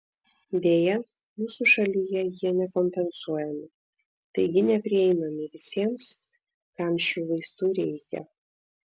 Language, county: Lithuanian, Vilnius